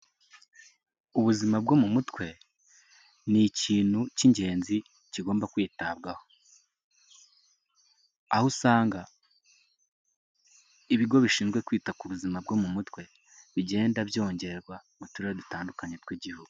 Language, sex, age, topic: Kinyarwanda, male, 18-24, health